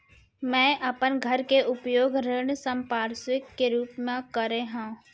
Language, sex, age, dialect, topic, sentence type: Chhattisgarhi, female, 51-55, Central, banking, statement